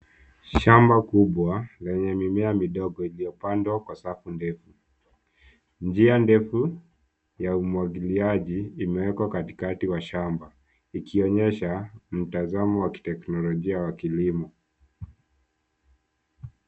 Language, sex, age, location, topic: Swahili, male, 18-24, Nairobi, agriculture